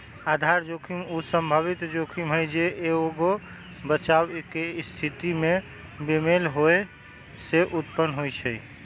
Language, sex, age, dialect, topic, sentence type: Magahi, male, 18-24, Western, banking, statement